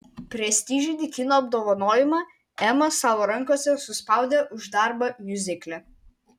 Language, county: Lithuanian, Vilnius